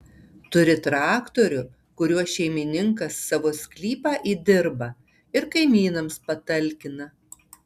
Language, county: Lithuanian, Tauragė